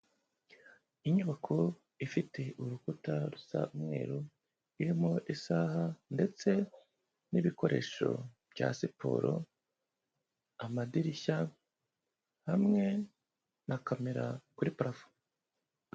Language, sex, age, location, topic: Kinyarwanda, male, 25-35, Kigali, health